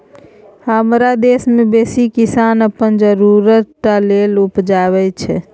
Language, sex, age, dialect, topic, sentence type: Maithili, male, 25-30, Bajjika, agriculture, statement